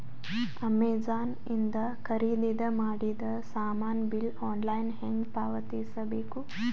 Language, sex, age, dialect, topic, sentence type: Kannada, female, 18-24, Northeastern, banking, question